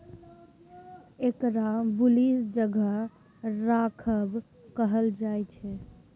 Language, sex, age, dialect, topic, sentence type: Maithili, female, 18-24, Bajjika, banking, statement